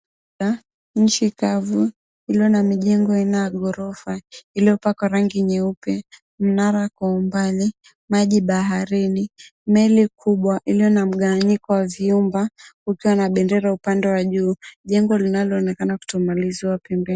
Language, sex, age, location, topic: Swahili, female, 18-24, Mombasa, government